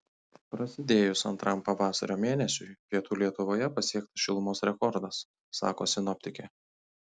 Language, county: Lithuanian, Kaunas